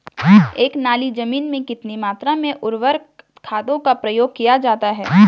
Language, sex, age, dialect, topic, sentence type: Hindi, female, 18-24, Garhwali, agriculture, question